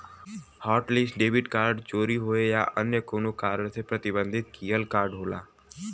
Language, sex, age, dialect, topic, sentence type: Bhojpuri, male, <18, Western, banking, statement